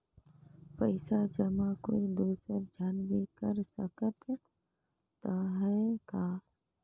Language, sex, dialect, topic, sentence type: Chhattisgarhi, female, Northern/Bhandar, banking, question